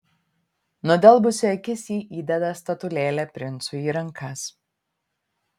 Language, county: Lithuanian, Panevėžys